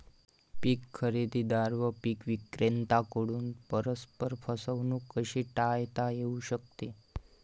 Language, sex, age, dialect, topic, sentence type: Marathi, male, 25-30, Northern Konkan, agriculture, question